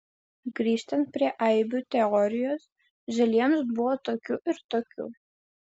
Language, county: Lithuanian, Vilnius